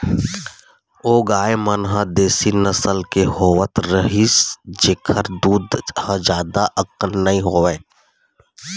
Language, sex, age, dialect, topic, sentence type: Chhattisgarhi, male, 31-35, Eastern, agriculture, statement